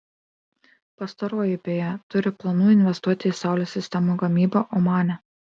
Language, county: Lithuanian, Kaunas